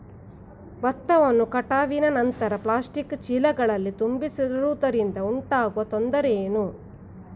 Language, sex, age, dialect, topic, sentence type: Kannada, female, 41-45, Mysore Kannada, agriculture, question